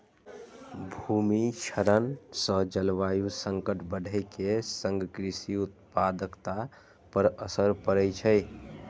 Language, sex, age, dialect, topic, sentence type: Maithili, male, 25-30, Eastern / Thethi, agriculture, statement